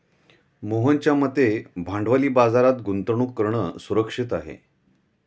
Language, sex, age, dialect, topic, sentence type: Marathi, male, 51-55, Standard Marathi, banking, statement